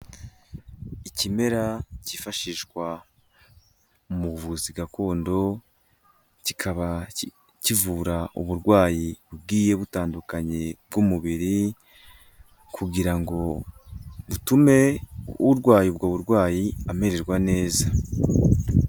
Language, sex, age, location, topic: Kinyarwanda, male, 18-24, Kigali, health